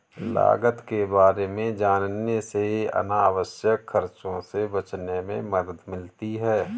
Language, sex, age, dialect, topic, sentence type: Hindi, male, 31-35, Awadhi Bundeli, banking, statement